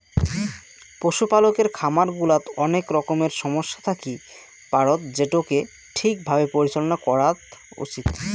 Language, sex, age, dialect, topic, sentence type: Bengali, male, 25-30, Rajbangshi, agriculture, statement